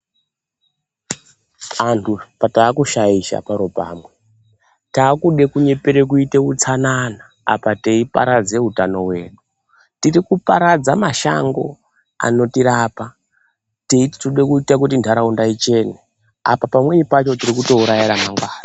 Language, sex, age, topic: Ndau, male, 25-35, health